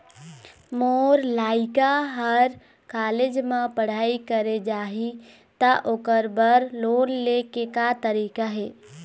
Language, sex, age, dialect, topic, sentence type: Chhattisgarhi, female, 18-24, Eastern, banking, question